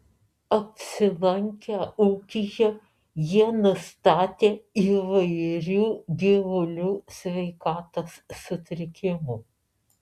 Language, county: Lithuanian, Alytus